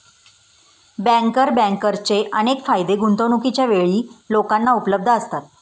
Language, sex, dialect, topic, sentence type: Marathi, female, Standard Marathi, banking, statement